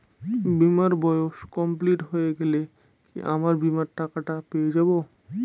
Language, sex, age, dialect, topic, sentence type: Bengali, male, 25-30, Northern/Varendri, banking, question